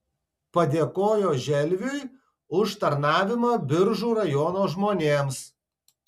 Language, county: Lithuanian, Tauragė